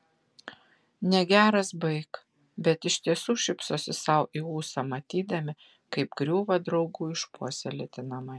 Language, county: Lithuanian, Utena